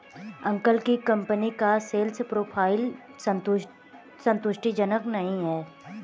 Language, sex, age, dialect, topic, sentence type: Hindi, male, 18-24, Kanauji Braj Bhasha, banking, statement